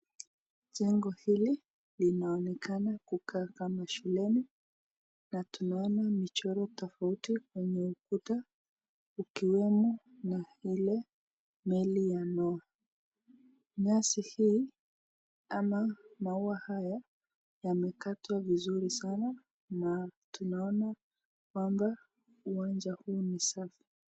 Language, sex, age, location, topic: Swahili, female, 36-49, Nakuru, education